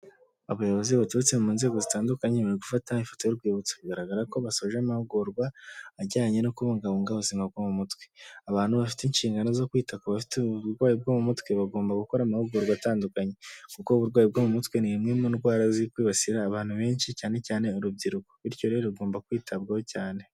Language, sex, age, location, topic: Kinyarwanda, male, 18-24, Huye, health